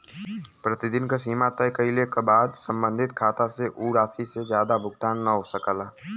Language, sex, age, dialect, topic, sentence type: Bhojpuri, male, <18, Western, banking, statement